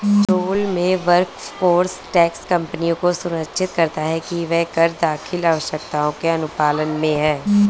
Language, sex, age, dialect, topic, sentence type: Hindi, female, 18-24, Awadhi Bundeli, banking, statement